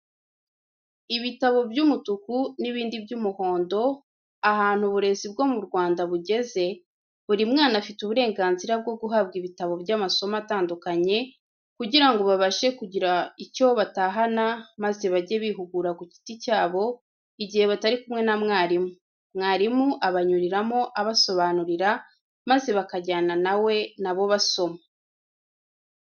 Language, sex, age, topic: Kinyarwanda, female, 25-35, education